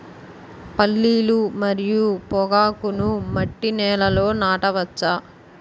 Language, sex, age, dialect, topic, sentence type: Telugu, female, 18-24, Utterandhra, agriculture, question